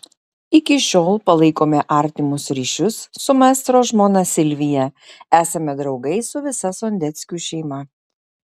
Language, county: Lithuanian, Šiauliai